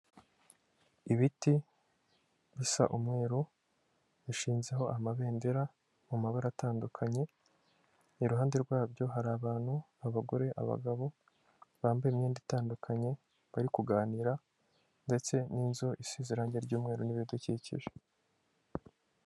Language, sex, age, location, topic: Kinyarwanda, male, 18-24, Kigali, government